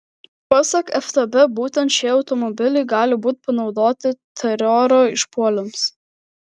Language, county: Lithuanian, Vilnius